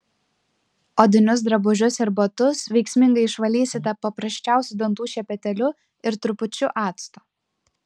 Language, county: Lithuanian, Klaipėda